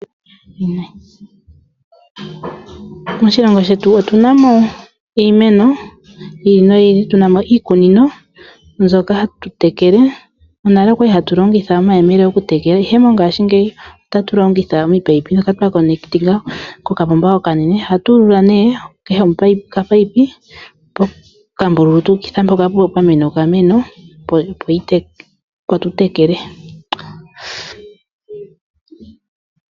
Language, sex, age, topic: Oshiwambo, female, 25-35, agriculture